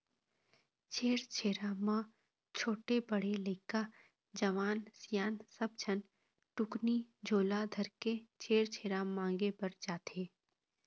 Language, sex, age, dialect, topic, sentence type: Chhattisgarhi, female, 25-30, Eastern, agriculture, statement